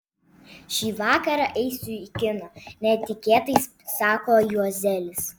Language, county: Lithuanian, Vilnius